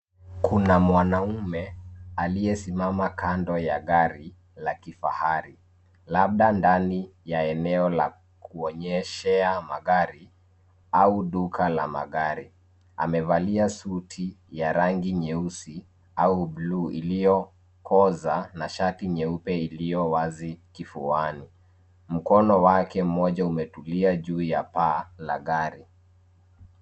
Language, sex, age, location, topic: Swahili, male, 25-35, Nairobi, finance